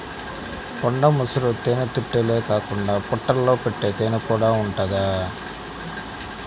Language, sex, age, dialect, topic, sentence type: Telugu, male, 25-30, Central/Coastal, agriculture, statement